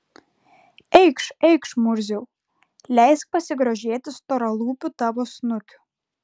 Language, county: Lithuanian, Klaipėda